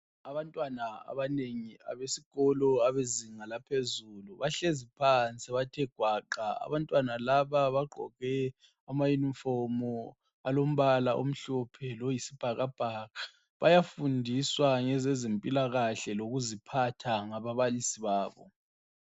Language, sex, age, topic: North Ndebele, female, 18-24, education